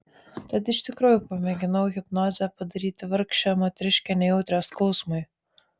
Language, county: Lithuanian, Vilnius